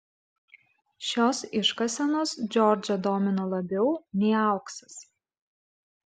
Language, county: Lithuanian, Klaipėda